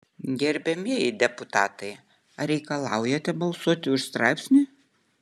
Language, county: Lithuanian, Utena